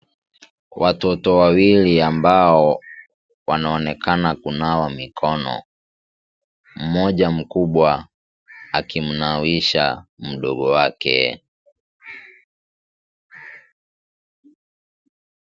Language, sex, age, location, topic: Swahili, male, 18-24, Kisii, health